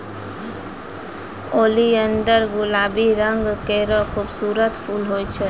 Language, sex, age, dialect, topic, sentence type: Maithili, female, 36-40, Angika, agriculture, statement